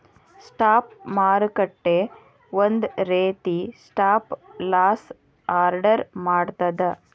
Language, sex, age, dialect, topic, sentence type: Kannada, female, 31-35, Dharwad Kannada, banking, statement